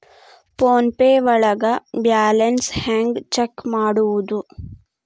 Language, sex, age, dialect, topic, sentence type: Kannada, female, 18-24, Dharwad Kannada, banking, question